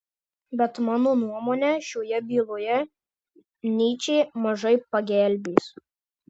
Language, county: Lithuanian, Marijampolė